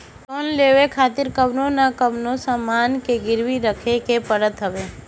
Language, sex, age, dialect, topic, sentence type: Bhojpuri, female, 18-24, Northern, banking, statement